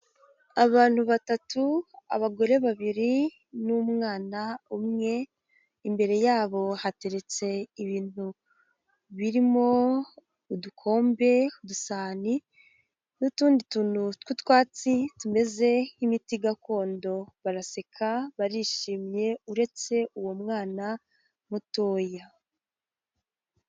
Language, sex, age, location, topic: Kinyarwanda, female, 18-24, Huye, health